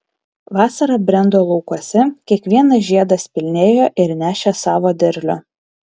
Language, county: Lithuanian, Vilnius